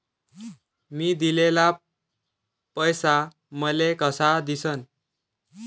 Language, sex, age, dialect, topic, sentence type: Marathi, male, 18-24, Varhadi, banking, question